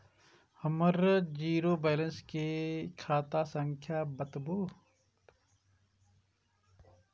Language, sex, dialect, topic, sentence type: Maithili, male, Eastern / Thethi, banking, question